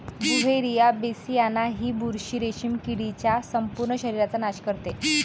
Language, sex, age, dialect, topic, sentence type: Marathi, male, 25-30, Varhadi, agriculture, statement